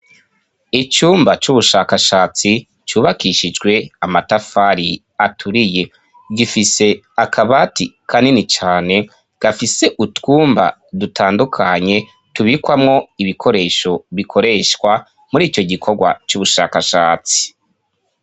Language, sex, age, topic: Rundi, female, 25-35, education